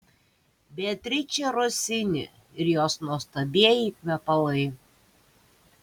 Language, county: Lithuanian, Kaunas